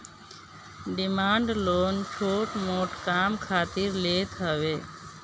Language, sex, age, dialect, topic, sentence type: Bhojpuri, female, 36-40, Northern, banking, statement